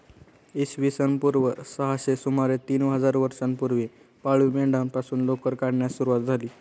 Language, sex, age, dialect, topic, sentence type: Marathi, male, 36-40, Standard Marathi, agriculture, statement